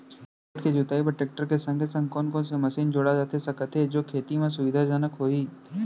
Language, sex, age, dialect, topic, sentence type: Chhattisgarhi, male, 25-30, Central, agriculture, question